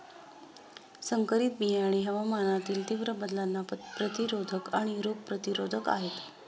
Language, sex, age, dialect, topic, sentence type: Marathi, female, 36-40, Standard Marathi, agriculture, statement